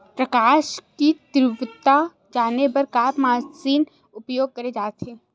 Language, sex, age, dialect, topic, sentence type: Chhattisgarhi, female, 18-24, Western/Budati/Khatahi, agriculture, question